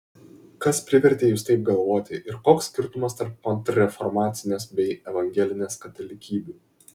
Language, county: Lithuanian, Kaunas